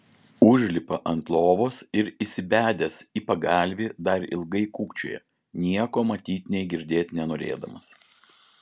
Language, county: Lithuanian, Vilnius